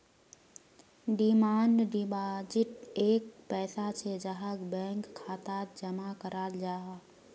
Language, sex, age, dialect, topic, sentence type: Magahi, female, 18-24, Northeastern/Surjapuri, banking, statement